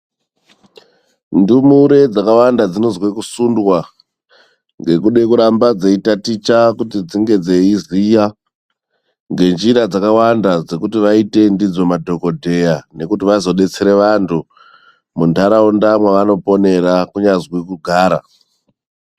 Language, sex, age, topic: Ndau, male, 25-35, education